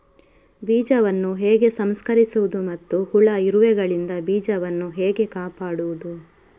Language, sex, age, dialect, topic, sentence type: Kannada, female, 31-35, Coastal/Dakshin, agriculture, question